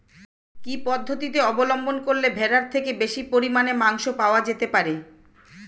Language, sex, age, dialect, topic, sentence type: Bengali, female, 41-45, Standard Colloquial, agriculture, question